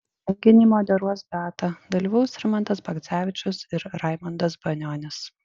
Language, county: Lithuanian, Panevėžys